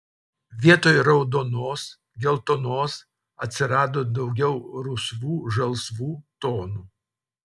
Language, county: Lithuanian, Telšiai